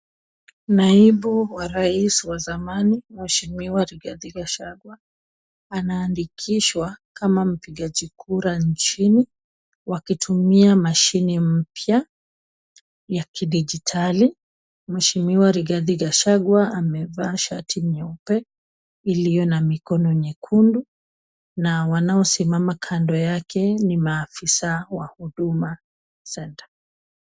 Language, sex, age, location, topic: Swahili, female, 25-35, Kisumu, government